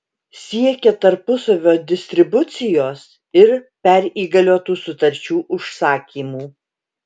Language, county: Lithuanian, Alytus